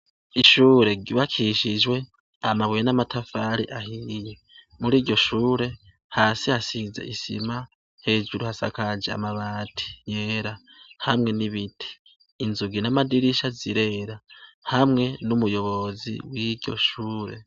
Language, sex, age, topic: Rundi, male, 18-24, education